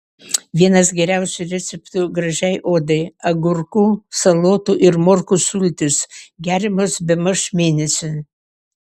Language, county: Lithuanian, Vilnius